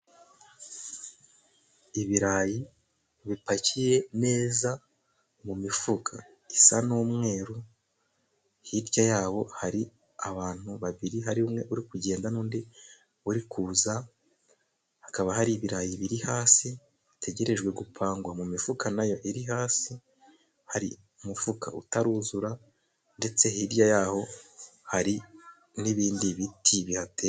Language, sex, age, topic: Kinyarwanda, male, 18-24, agriculture